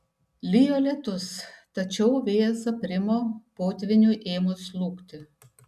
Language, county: Lithuanian, Šiauliai